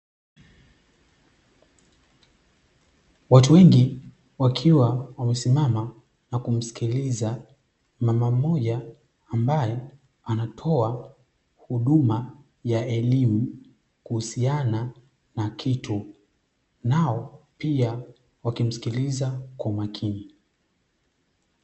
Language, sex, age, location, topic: Swahili, male, 18-24, Dar es Salaam, education